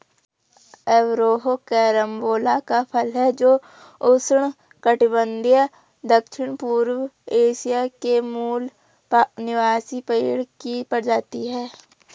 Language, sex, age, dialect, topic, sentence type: Hindi, female, 18-24, Garhwali, agriculture, statement